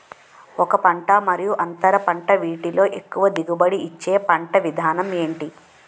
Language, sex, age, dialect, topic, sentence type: Telugu, female, 18-24, Utterandhra, agriculture, question